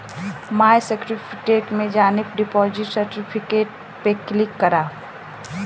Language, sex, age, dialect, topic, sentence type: Bhojpuri, female, 25-30, Western, banking, statement